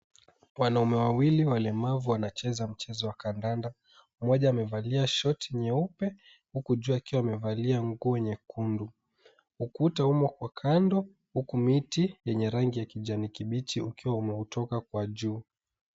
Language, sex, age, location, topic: Swahili, male, 18-24, Mombasa, education